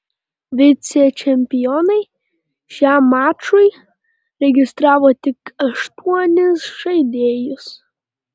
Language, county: Lithuanian, Panevėžys